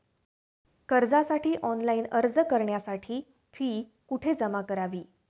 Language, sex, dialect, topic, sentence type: Marathi, female, Standard Marathi, banking, statement